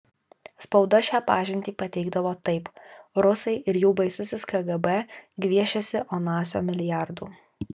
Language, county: Lithuanian, Alytus